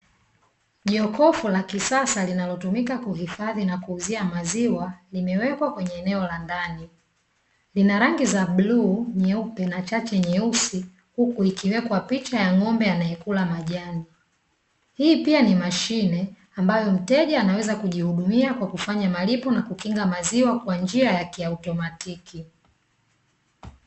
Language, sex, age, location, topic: Swahili, female, 25-35, Dar es Salaam, finance